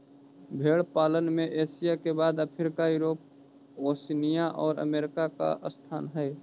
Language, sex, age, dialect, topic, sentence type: Magahi, male, 18-24, Central/Standard, agriculture, statement